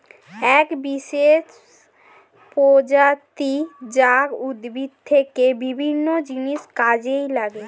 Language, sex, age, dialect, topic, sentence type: Bengali, female, <18, Standard Colloquial, agriculture, statement